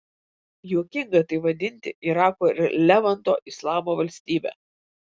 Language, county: Lithuanian, Vilnius